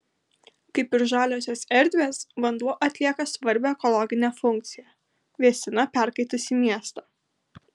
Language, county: Lithuanian, Kaunas